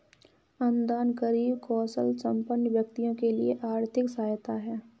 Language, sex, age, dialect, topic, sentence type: Hindi, female, 18-24, Kanauji Braj Bhasha, banking, statement